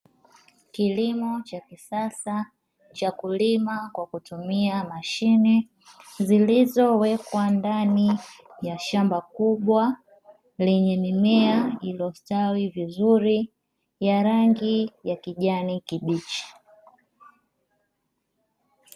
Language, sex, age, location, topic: Swahili, male, 18-24, Dar es Salaam, agriculture